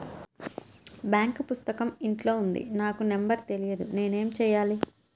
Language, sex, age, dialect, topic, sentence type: Telugu, female, 31-35, Central/Coastal, banking, question